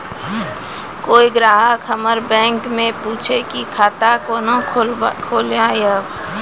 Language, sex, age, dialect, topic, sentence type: Maithili, female, 36-40, Angika, banking, question